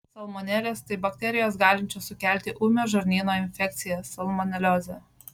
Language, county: Lithuanian, Šiauliai